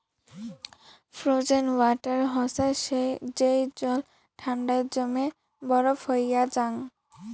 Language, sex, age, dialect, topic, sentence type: Bengali, female, <18, Rajbangshi, agriculture, statement